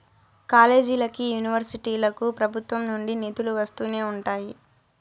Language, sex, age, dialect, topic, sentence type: Telugu, female, 25-30, Southern, banking, statement